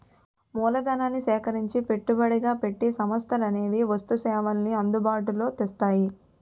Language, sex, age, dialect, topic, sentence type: Telugu, female, 18-24, Utterandhra, banking, statement